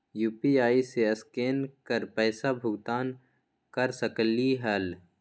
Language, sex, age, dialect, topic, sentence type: Magahi, male, 18-24, Western, banking, question